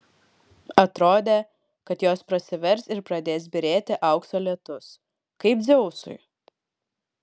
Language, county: Lithuanian, Vilnius